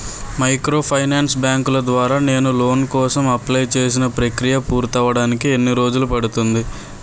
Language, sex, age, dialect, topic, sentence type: Telugu, male, 46-50, Utterandhra, banking, question